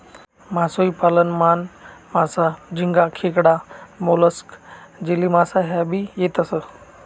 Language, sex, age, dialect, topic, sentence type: Marathi, male, 25-30, Northern Konkan, agriculture, statement